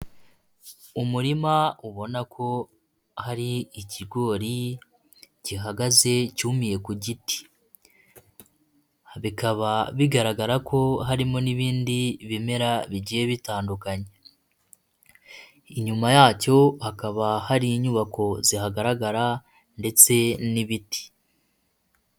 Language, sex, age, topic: Kinyarwanda, female, 25-35, agriculture